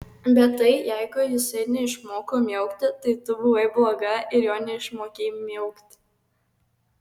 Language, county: Lithuanian, Kaunas